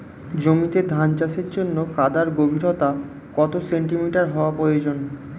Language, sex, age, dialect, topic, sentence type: Bengali, male, 18-24, Standard Colloquial, agriculture, question